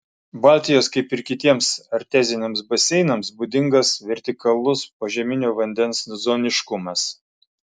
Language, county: Lithuanian, Klaipėda